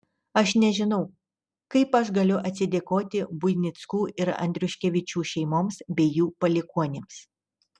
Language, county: Lithuanian, Telšiai